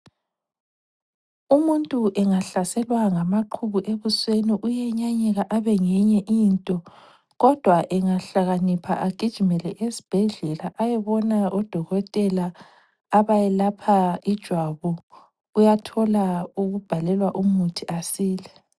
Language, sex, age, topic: North Ndebele, female, 25-35, health